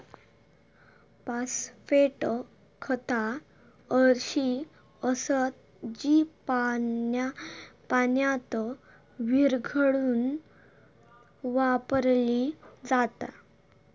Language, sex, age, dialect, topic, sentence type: Marathi, female, 18-24, Southern Konkan, agriculture, statement